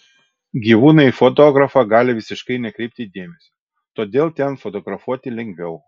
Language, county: Lithuanian, Kaunas